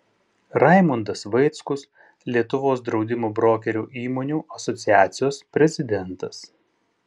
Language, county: Lithuanian, Panevėžys